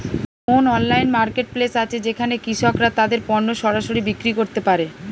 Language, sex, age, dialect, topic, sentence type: Bengali, female, 31-35, Western, agriculture, statement